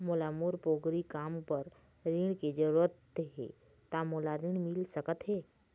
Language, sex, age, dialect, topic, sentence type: Chhattisgarhi, female, 46-50, Eastern, banking, question